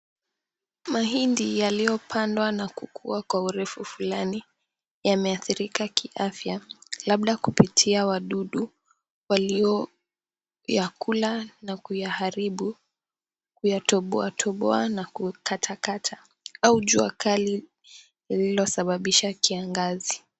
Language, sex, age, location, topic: Swahili, female, 18-24, Mombasa, agriculture